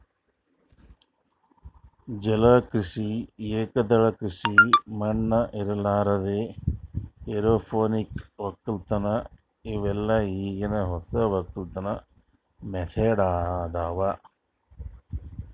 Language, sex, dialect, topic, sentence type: Kannada, male, Northeastern, agriculture, statement